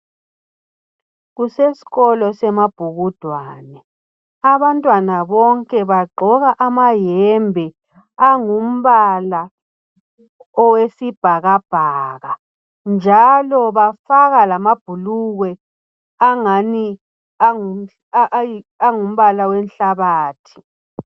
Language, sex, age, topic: North Ndebele, male, 18-24, education